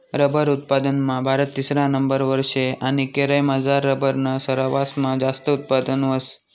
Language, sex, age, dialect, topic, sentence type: Marathi, male, 18-24, Northern Konkan, agriculture, statement